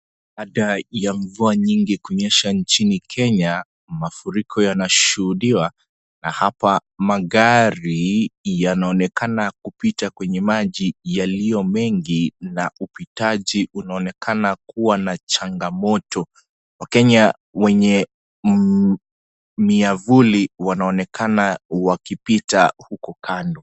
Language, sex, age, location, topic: Swahili, male, 25-35, Kisii, health